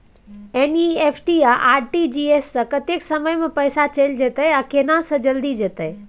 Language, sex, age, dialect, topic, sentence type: Maithili, female, 18-24, Bajjika, banking, question